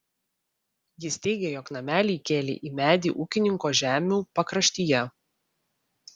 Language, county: Lithuanian, Vilnius